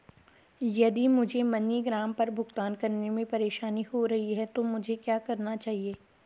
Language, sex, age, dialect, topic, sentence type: Hindi, female, 18-24, Garhwali, banking, question